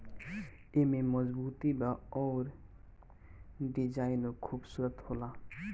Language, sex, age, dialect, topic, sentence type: Bhojpuri, male, 18-24, Northern, agriculture, statement